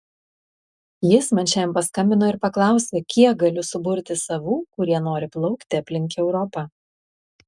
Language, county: Lithuanian, Klaipėda